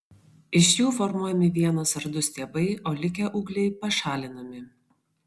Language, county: Lithuanian, Vilnius